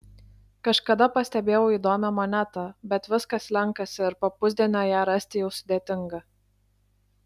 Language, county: Lithuanian, Klaipėda